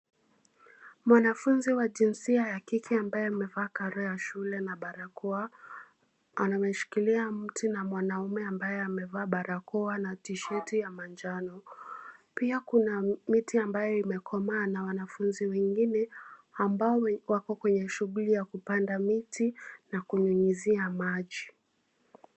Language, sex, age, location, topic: Swahili, female, 25-35, Nairobi, government